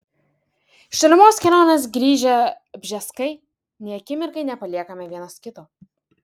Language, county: Lithuanian, Vilnius